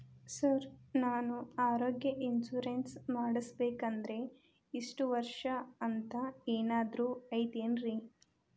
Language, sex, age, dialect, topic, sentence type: Kannada, female, 25-30, Dharwad Kannada, banking, question